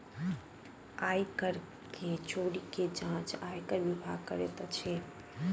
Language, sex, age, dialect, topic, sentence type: Maithili, female, 25-30, Southern/Standard, banking, statement